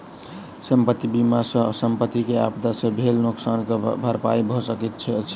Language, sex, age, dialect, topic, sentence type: Maithili, male, 18-24, Southern/Standard, banking, statement